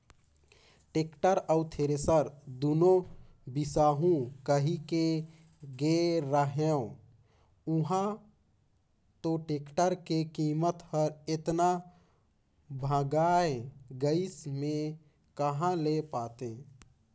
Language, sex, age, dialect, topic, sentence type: Chhattisgarhi, male, 18-24, Northern/Bhandar, banking, statement